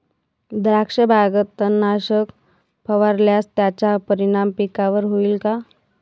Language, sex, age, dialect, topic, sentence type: Marathi, female, 18-24, Northern Konkan, agriculture, question